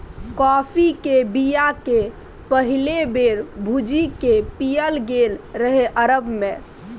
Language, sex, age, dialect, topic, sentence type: Maithili, female, 18-24, Bajjika, agriculture, statement